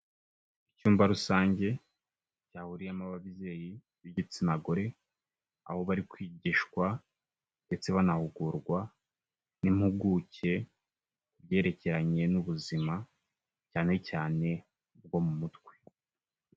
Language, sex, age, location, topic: Kinyarwanda, male, 25-35, Kigali, health